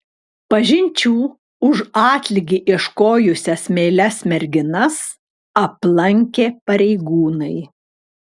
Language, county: Lithuanian, Klaipėda